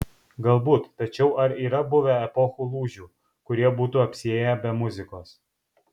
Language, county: Lithuanian, Kaunas